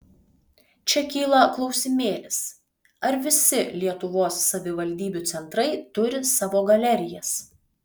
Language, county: Lithuanian, Vilnius